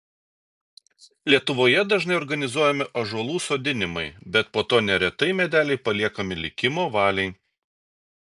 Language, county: Lithuanian, Šiauliai